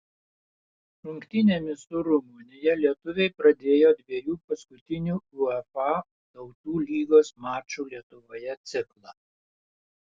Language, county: Lithuanian, Panevėžys